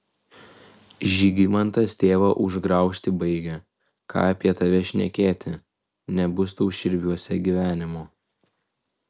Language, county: Lithuanian, Vilnius